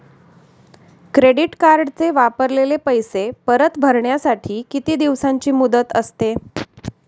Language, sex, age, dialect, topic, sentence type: Marathi, female, 36-40, Standard Marathi, banking, question